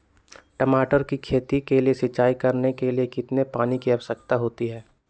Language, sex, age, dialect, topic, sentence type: Magahi, male, 18-24, Western, agriculture, question